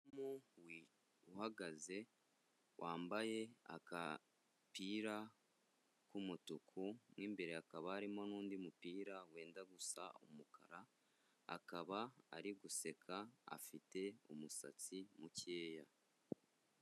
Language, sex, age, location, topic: Kinyarwanda, male, 25-35, Kigali, health